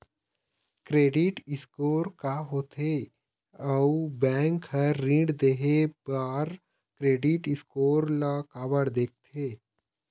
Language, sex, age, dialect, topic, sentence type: Chhattisgarhi, male, 31-35, Eastern, banking, question